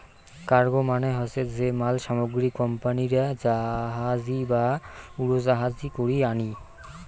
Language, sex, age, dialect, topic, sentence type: Bengali, male, 18-24, Rajbangshi, banking, statement